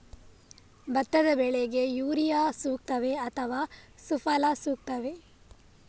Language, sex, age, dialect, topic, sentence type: Kannada, female, 25-30, Coastal/Dakshin, agriculture, question